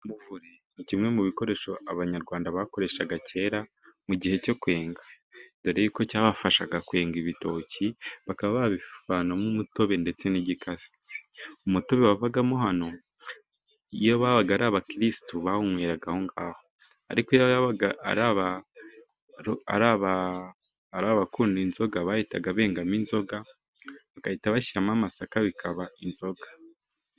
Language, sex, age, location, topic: Kinyarwanda, male, 18-24, Musanze, government